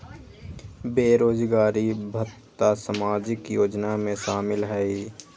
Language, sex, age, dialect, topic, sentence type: Magahi, male, 18-24, Western, banking, question